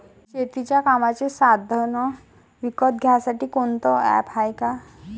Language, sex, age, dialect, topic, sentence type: Marathi, female, 18-24, Varhadi, agriculture, question